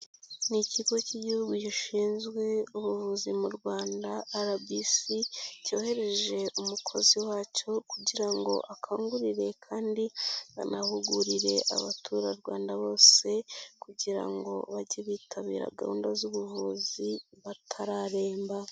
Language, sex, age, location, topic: Kinyarwanda, female, 18-24, Nyagatare, health